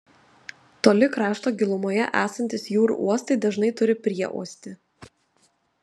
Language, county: Lithuanian, Telšiai